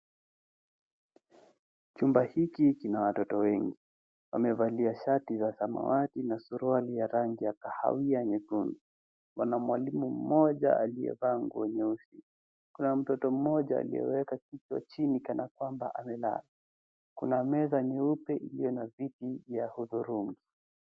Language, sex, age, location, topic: Swahili, male, 18-24, Nairobi, education